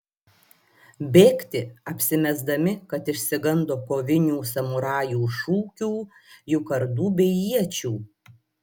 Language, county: Lithuanian, Klaipėda